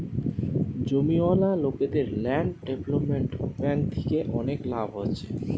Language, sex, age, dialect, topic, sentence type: Bengali, male, 18-24, Western, banking, statement